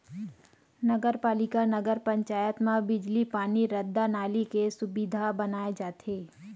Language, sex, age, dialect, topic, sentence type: Chhattisgarhi, female, 31-35, Western/Budati/Khatahi, banking, statement